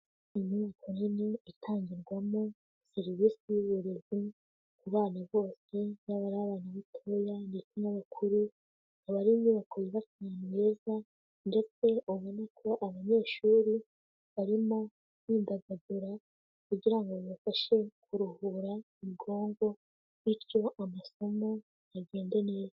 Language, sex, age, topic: Kinyarwanda, female, 18-24, education